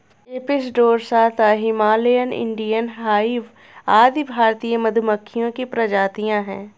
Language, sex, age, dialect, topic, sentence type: Hindi, female, 31-35, Hindustani Malvi Khadi Boli, agriculture, statement